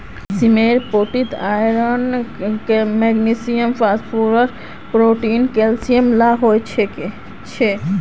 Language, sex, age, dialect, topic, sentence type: Magahi, female, 18-24, Northeastern/Surjapuri, agriculture, statement